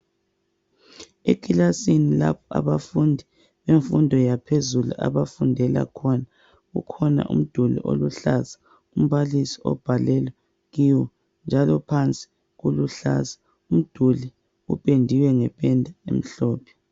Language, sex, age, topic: North Ndebele, male, 36-49, education